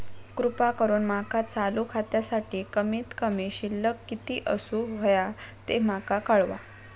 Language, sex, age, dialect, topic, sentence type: Marathi, female, 56-60, Southern Konkan, banking, statement